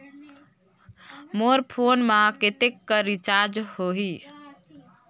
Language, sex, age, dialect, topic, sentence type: Chhattisgarhi, female, 56-60, Northern/Bhandar, banking, question